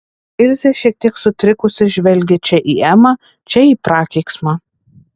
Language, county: Lithuanian, Alytus